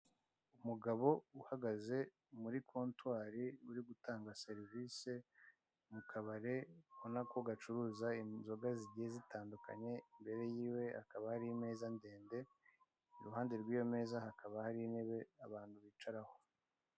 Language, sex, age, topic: Kinyarwanda, male, 25-35, finance